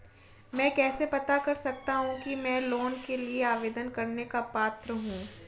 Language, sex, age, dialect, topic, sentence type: Hindi, female, 18-24, Marwari Dhudhari, banking, statement